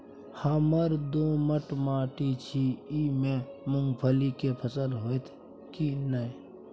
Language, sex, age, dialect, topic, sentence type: Maithili, male, 18-24, Bajjika, agriculture, question